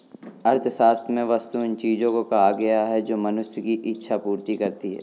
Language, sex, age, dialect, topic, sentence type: Hindi, male, 25-30, Kanauji Braj Bhasha, banking, statement